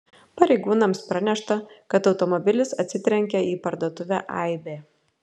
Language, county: Lithuanian, Klaipėda